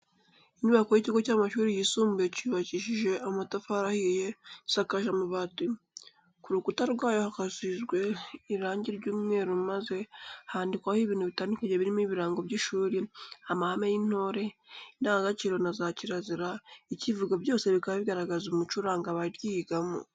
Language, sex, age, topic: Kinyarwanda, female, 18-24, education